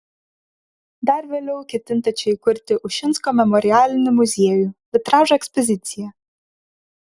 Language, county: Lithuanian, Vilnius